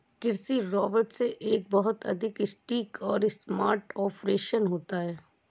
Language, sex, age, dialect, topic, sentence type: Hindi, female, 31-35, Awadhi Bundeli, agriculture, statement